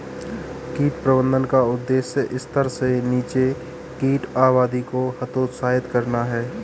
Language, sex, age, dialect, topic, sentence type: Hindi, male, 31-35, Marwari Dhudhari, agriculture, statement